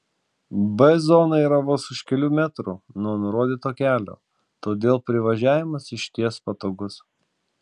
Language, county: Lithuanian, Klaipėda